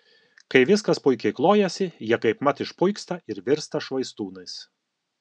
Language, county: Lithuanian, Alytus